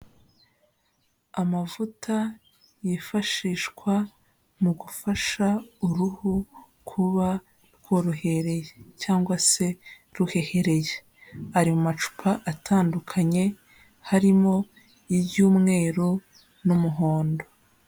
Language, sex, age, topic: Kinyarwanda, female, 18-24, health